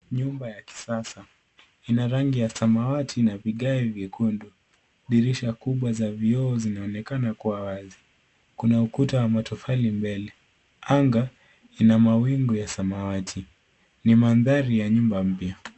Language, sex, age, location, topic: Swahili, female, 18-24, Nairobi, finance